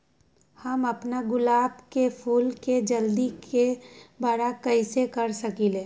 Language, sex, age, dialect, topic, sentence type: Magahi, female, 18-24, Western, agriculture, question